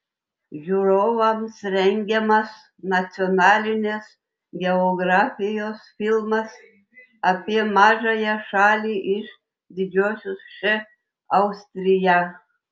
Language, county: Lithuanian, Telšiai